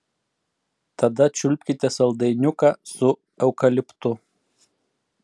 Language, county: Lithuanian, Klaipėda